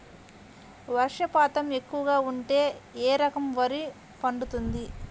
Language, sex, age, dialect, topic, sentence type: Telugu, female, 25-30, Central/Coastal, agriculture, question